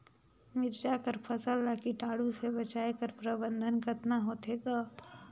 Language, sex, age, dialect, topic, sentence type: Chhattisgarhi, female, 18-24, Northern/Bhandar, agriculture, question